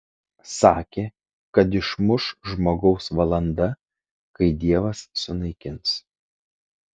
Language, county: Lithuanian, Kaunas